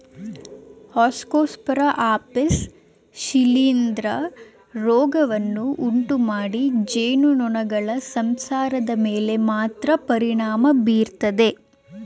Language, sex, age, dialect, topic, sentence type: Kannada, female, 18-24, Mysore Kannada, agriculture, statement